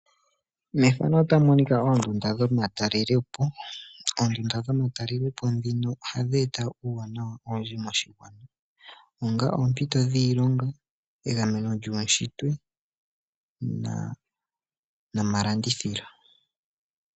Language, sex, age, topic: Oshiwambo, male, 25-35, agriculture